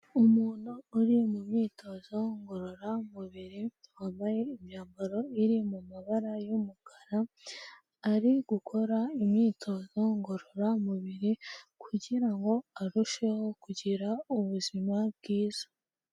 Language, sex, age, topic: Kinyarwanda, female, 18-24, health